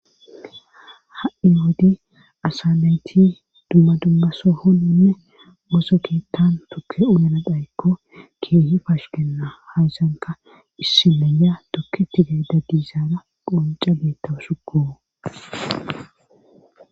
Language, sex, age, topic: Gamo, female, 18-24, government